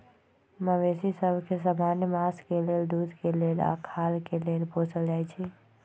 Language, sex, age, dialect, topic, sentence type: Magahi, female, 25-30, Western, agriculture, statement